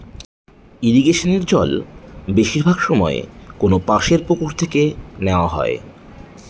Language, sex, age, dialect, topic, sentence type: Bengali, male, 31-35, Northern/Varendri, agriculture, statement